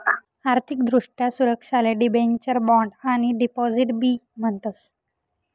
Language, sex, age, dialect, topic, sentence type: Marathi, female, 18-24, Northern Konkan, banking, statement